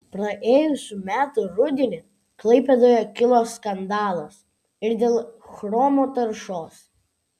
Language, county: Lithuanian, Vilnius